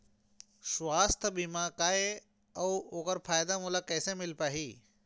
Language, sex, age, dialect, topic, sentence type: Chhattisgarhi, female, 46-50, Eastern, banking, question